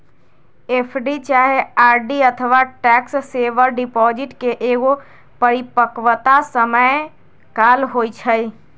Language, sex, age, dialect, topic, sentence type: Magahi, female, 25-30, Western, banking, statement